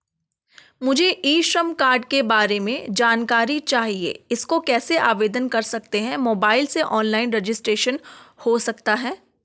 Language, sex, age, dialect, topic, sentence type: Hindi, female, 25-30, Garhwali, banking, question